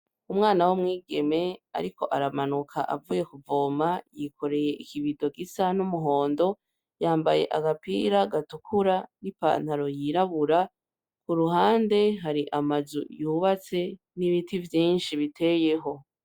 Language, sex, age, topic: Rundi, female, 18-24, agriculture